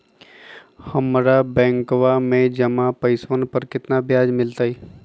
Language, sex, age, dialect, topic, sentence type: Magahi, male, 25-30, Western, banking, statement